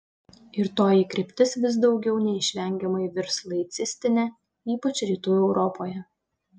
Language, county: Lithuanian, Utena